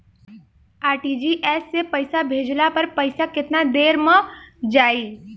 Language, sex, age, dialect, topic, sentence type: Bhojpuri, female, 18-24, Southern / Standard, banking, question